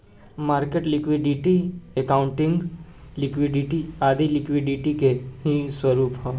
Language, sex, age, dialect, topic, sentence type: Bhojpuri, male, 18-24, Southern / Standard, banking, statement